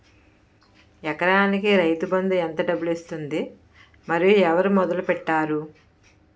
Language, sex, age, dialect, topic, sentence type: Telugu, female, 18-24, Utterandhra, agriculture, question